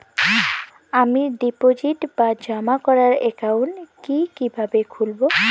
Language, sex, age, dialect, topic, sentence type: Bengali, female, 18-24, Rajbangshi, banking, question